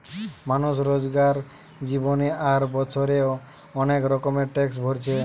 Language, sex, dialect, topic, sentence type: Bengali, male, Western, banking, statement